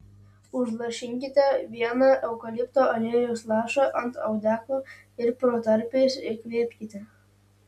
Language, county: Lithuanian, Utena